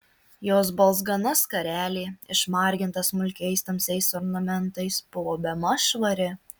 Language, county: Lithuanian, Marijampolė